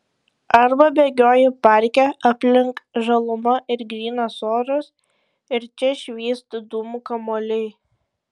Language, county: Lithuanian, Šiauliai